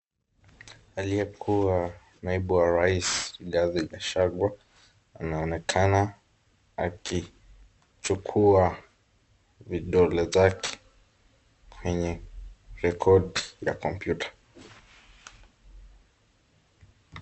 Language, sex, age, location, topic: Swahili, male, 36-49, Nakuru, government